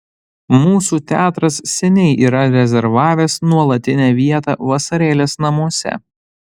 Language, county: Lithuanian, Panevėžys